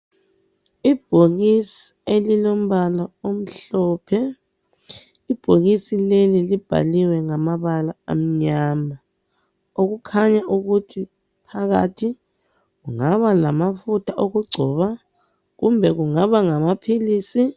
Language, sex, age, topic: North Ndebele, female, 25-35, health